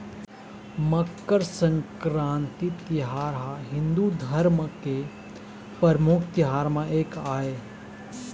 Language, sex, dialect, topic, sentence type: Chhattisgarhi, male, Eastern, agriculture, statement